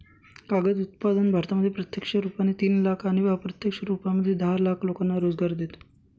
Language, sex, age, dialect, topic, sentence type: Marathi, male, 56-60, Northern Konkan, agriculture, statement